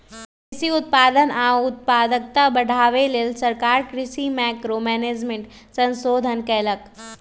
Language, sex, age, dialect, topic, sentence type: Magahi, male, 18-24, Western, agriculture, statement